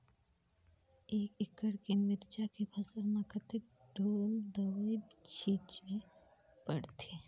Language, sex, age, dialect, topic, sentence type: Chhattisgarhi, female, 18-24, Northern/Bhandar, agriculture, question